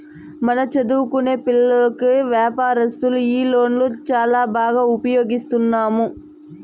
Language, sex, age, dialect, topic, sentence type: Telugu, female, 25-30, Southern, banking, statement